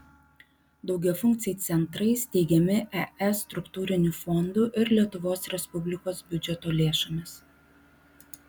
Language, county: Lithuanian, Vilnius